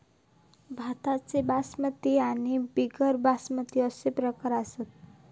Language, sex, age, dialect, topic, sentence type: Marathi, female, 31-35, Southern Konkan, agriculture, statement